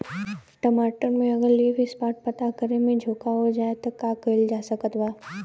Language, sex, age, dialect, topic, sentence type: Bhojpuri, female, 18-24, Southern / Standard, agriculture, question